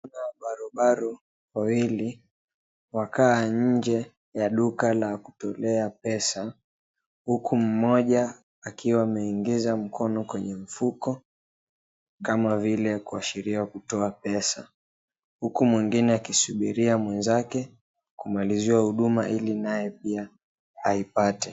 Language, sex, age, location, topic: Swahili, male, 25-35, Mombasa, finance